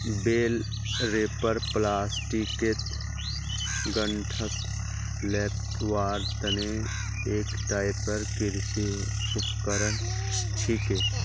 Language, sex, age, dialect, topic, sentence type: Magahi, male, 18-24, Northeastern/Surjapuri, agriculture, statement